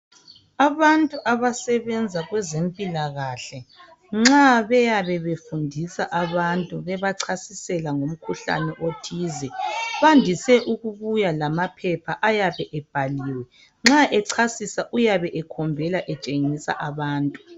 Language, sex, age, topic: North Ndebele, female, 25-35, health